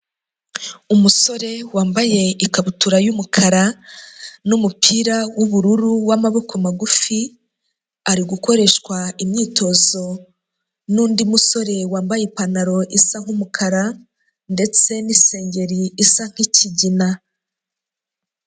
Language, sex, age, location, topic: Kinyarwanda, female, 25-35, Huye, health